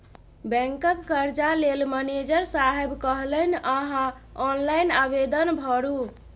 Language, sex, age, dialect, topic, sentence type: Maithili, female, 31-35, Bajjika, banking, statement